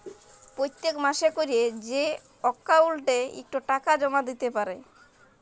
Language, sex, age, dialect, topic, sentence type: Bengali, male, 18-24, Jharkhandi, banking, statement